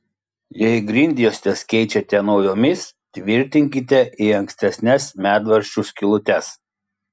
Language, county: Lithuanian, Klaipėda